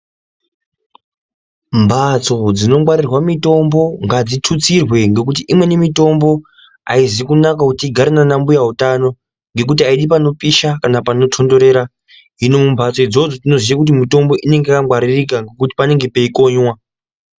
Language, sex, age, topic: Ndau, male, 18-24, health